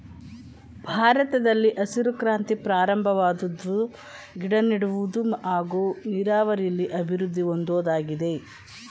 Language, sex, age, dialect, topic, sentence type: Kannada, female, 36-40, Mysore Kannada, agriculture, statement